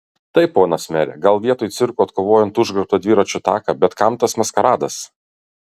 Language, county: Lithuanian, Kaunas